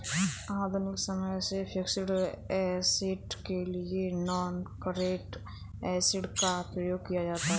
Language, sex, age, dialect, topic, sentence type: Hindi, female, 18-24, Kanauji Braj Bhasha, banking, statement